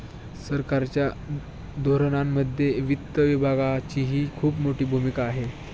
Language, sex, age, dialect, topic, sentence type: Marathi, male, 18-24, Standard Marathi, banking, statement